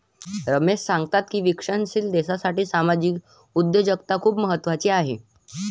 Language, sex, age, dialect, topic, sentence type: Marathi, male, 18-24, Varhadi, banking, statement